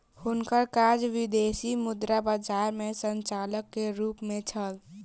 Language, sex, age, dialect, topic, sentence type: Maithili, female, 18-24, Southern/Standard, banking, statement